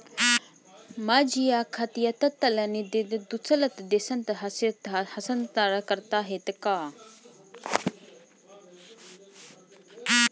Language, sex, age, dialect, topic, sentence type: Marathi, female, 25-30, Standard Marathi, banking, question